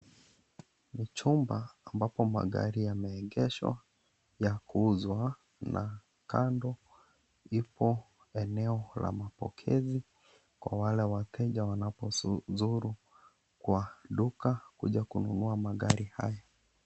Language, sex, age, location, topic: Swahili, male, 25-35, Kisii, finance